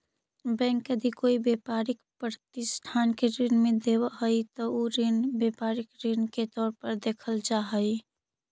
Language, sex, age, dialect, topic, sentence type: Magahi, female, 25-30, Central/Standard, banking, statement